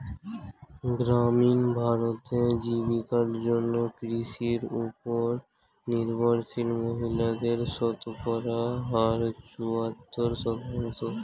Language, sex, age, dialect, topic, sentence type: Bengali, male, <18, Standard Colloquial, agriculture, statement